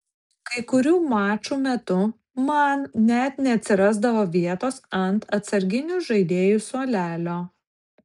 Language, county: Lithuanian, Kaunas